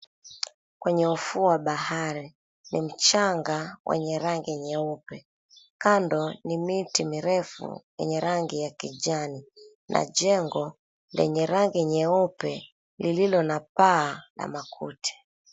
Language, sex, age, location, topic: Swahili, female, 25-35, Mombasa, government